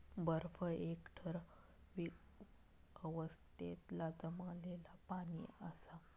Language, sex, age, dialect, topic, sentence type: Marathi, male, 18-24, Southern Konkan, agriculture, statement